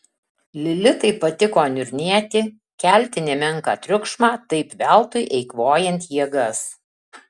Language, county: Lithuanian, Alytus